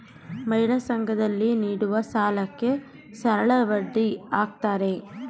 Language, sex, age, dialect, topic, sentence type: Kannada, female, 25-30, Mysore Kannada, banking, statement